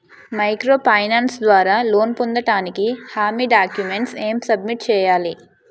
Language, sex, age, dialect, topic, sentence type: Telugu, female, 25-30, Utterandhra, banking, question